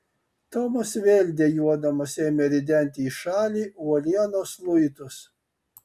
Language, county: Lithuanian, Kaunas